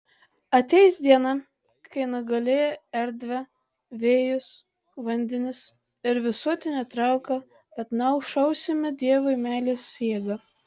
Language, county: Lithuanian, Tauragė